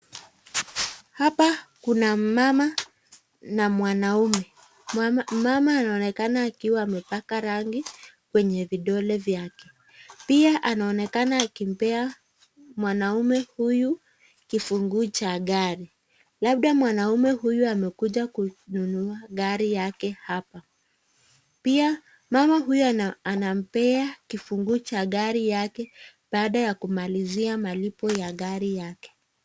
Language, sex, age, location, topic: Swahili, female, 25-35, Nakuru, finance